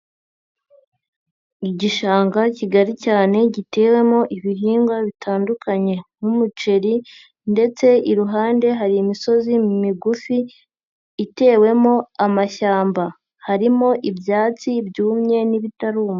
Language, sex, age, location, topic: Kinyarwanda, female, 50+, Nyagatare, agriculture